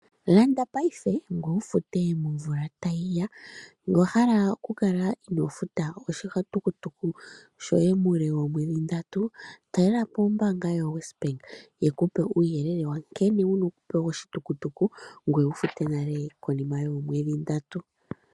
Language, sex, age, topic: Oshiwambo, male, 25-35, finance